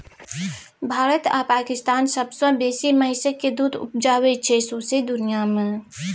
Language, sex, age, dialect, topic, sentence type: Maithili, female, 25-30, Bajjika, agriculture, statement